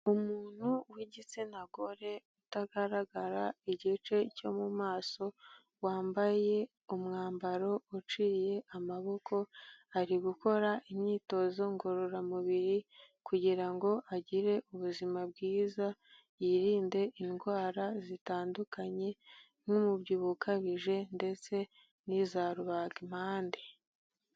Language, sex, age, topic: Kinyarwanda, female, 18-24, health